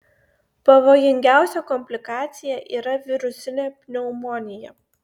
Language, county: Lithuanian, Klaipėda